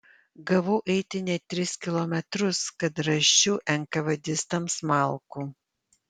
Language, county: Lithuanian, Panevėžys